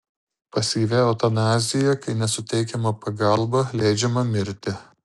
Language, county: Lithuanian, Marijampolė